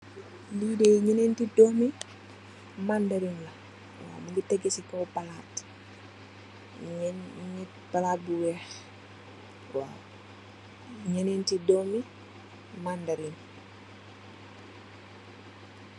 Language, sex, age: Wolof, female, 25-35